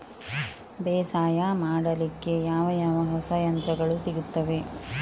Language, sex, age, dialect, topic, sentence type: Kannada, female, 18-24, Coastal/Dakshin, agriculture, question